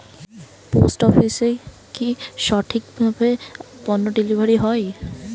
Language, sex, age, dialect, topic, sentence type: Bengali, female, 18-24, Rajbangshi, agriculture, question